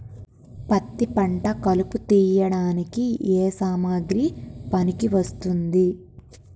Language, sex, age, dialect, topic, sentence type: Telugu, female, 25-30, Telangana, agriculture, question